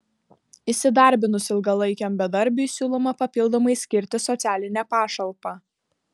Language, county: Lithuanian, Vilnius